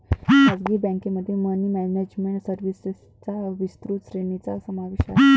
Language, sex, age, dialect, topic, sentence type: Marathi, female, 25-30, Varhadi, banking, statement